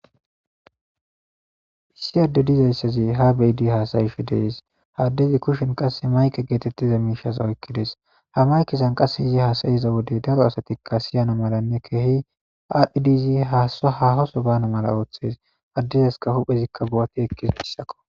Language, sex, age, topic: Gamo, male, 18-24, government